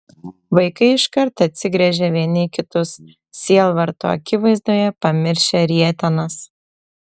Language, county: Lithuanian, Telšiai